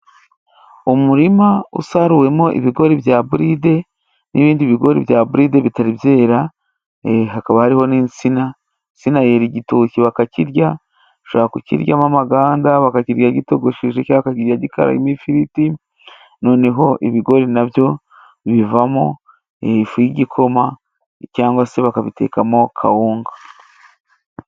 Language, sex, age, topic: Kinyarwanda, female, 36-49, agriculture